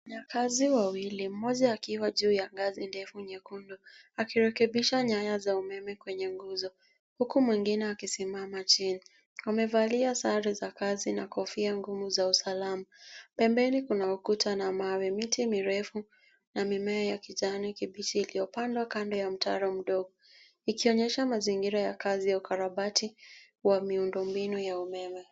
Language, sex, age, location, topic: Swahili, female, 25-35, Nairobi, government